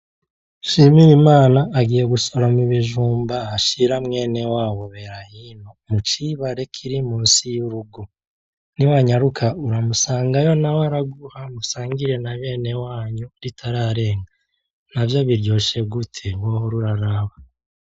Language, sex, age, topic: Rundi, male, 36-49, agriculture